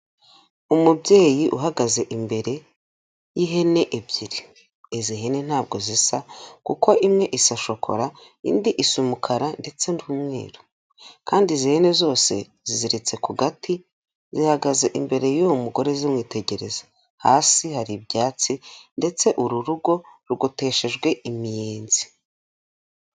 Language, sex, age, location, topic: Kinyarwanda, female, 25-35, Huye, agriculture